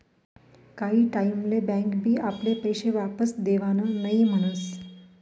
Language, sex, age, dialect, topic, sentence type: Marathi, female, 31-35, Northern Konkan, banking, statement